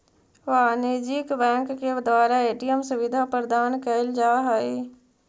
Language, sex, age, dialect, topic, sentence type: Magahi, female, 36-40, Central/Standard, banking, statement